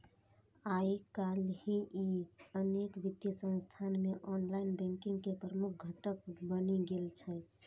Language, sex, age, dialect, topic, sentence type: Maithili, female, 18-24, Eastern / Thethi, banking, statement